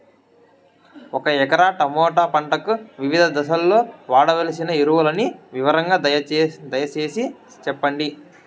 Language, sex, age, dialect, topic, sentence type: Telugu, male, 18-24, Southern, agriculture, question